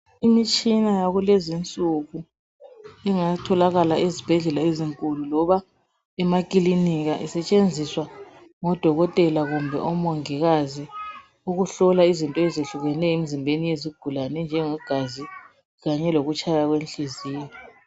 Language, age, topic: North Ndebele, 36-49, health